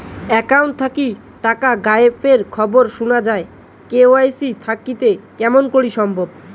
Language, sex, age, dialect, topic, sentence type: Bengali, male, 18-24, Rajbangshi, banking, question